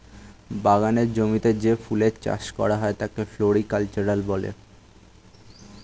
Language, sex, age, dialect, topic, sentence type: Bengali, male, 18-24, Standard Colloquial, agriculture, statement